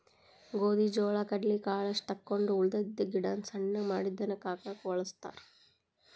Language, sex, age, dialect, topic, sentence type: Kannada, female, 31-35, Dharwad Kannada, agriculture, statement